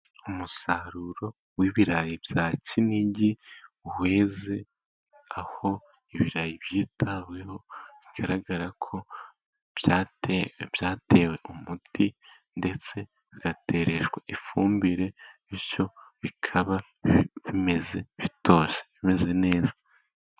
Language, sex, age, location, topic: Kinyarwanda, male, 18-24, Musanze, agriculture